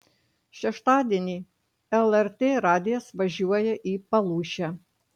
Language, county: Lithuanian, Marijampolė